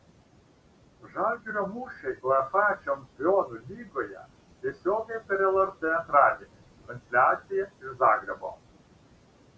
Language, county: Lithuanian, Šiauliai